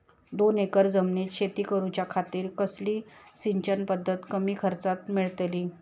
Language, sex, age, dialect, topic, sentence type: Marathi, female, 31-35, Southern Konkan, agriculture, question